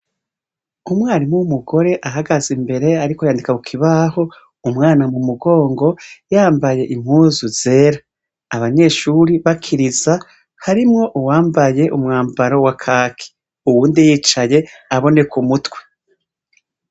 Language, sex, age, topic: Rundi, female, 25-35, education